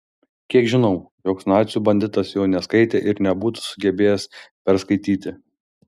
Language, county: Lithuanian, Šiauliai